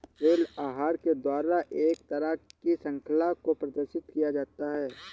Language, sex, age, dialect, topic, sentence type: Hindi, male, 31-35, Awadhi Bundeli, banking, statement